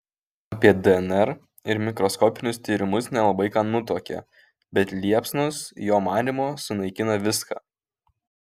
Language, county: Lithuanian, Kaunas